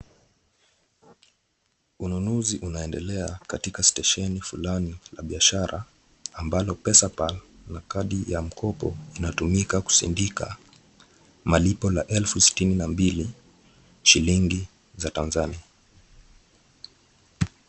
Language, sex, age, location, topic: Swahili, male, 18-24, Kisumu, finance